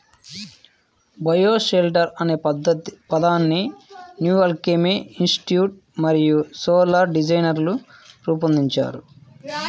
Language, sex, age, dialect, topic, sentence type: Telugu, male, 18-24, Central/Coastal, agriculture, statement